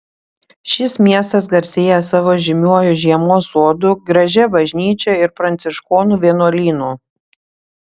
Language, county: Lithuanian, Panevėžys